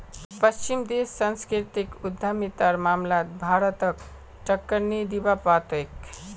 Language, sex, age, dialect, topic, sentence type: Magahi, male, 18-24, Northeastern/Surjapuri, banking, statement